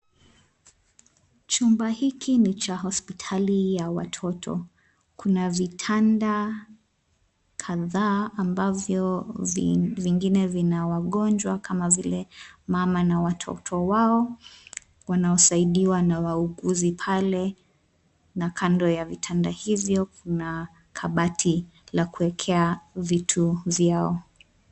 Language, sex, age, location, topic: Swahili, female, 25-35, Nairobi, health